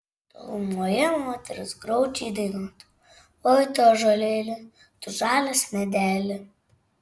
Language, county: Lithuanian, Šiauliai